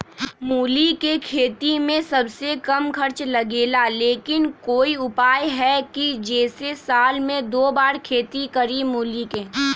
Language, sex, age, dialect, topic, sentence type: Magahi, male, 18-24, Western, agriculture, question